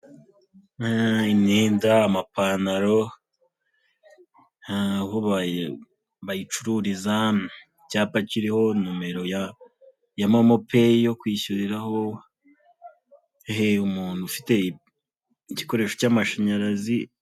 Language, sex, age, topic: Kinyarwanda, male, 18-24, finance